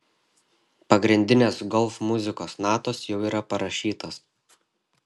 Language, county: Lithuanian, Šiauliai